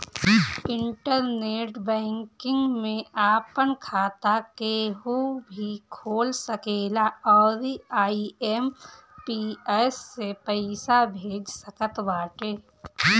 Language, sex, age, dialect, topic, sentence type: Bhojpuri, female, 31-35, Northern, banking, statement